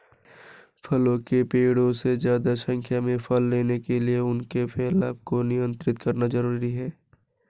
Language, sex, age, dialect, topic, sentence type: Hindi, female, 18-24, Marwari Dhudhari, agriculture, statement